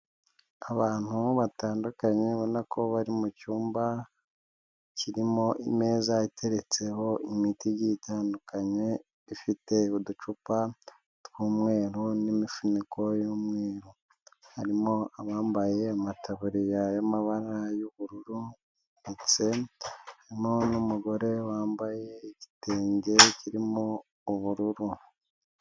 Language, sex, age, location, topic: Kinyarwanda, male, 25-35, Nyagatare, health